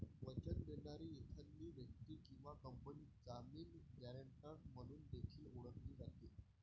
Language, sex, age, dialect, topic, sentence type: Marathi, male, 18-24, Varhadi, banking, statement